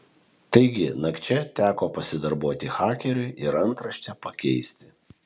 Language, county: Lithuanian, Kaunas